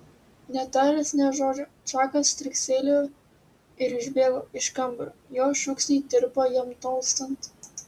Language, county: Lithuanian, Utena